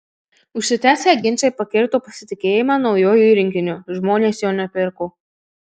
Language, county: Lithuanian, Marijampolė